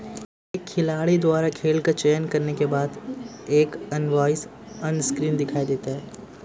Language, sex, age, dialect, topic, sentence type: Hindi, male, 18-24, Marwari Dhudhari, banking, statement